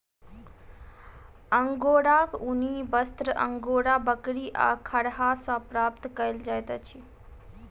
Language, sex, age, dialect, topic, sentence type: Maithili, female, 18-24, Southern/Standard, agriculture, statement